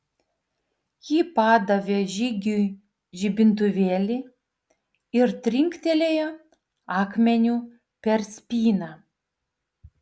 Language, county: Lithuanian, Vilnius